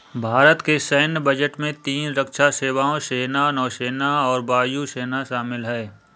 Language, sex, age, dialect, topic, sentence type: Hindi, male, 25-30, Awadhi Bundeli, banking, statement